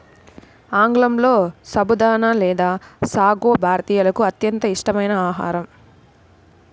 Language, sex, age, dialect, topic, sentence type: Telugu, female, 18-24, Central/Coastal, agriculture, statement